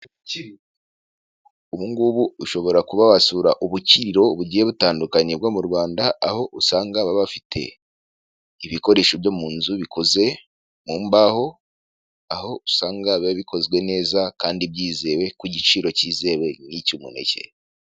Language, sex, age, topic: Kinyarwanda, male, 18-24, finance